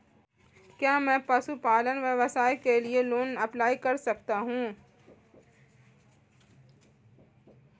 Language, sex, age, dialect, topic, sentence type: Hindi, female, 25-30, Marwari Dhudhari, banking, question